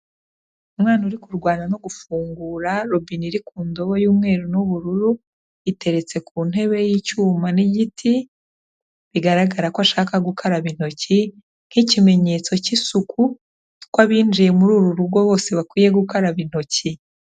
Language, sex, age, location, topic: Kinyarwanda, female, 36-49, Kigali, health